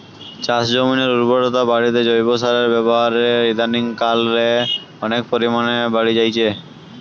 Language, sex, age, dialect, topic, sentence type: Bengali, male, 18-24, Western, agriculture, statement